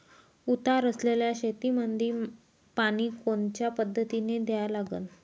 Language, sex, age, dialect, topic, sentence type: Marathi, female, 25-30, Varhadi, agriculture, question